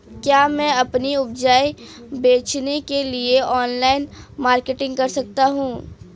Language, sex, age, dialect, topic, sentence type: Hindi, female, 18-24, Marwari Dhudhari, agriculture, question